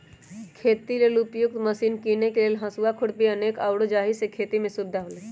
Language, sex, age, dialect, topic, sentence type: Magahi, female, 18-24, Western, agriculture, statement